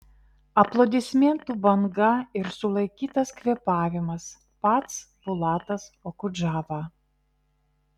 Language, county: Lithuanian, Vilnius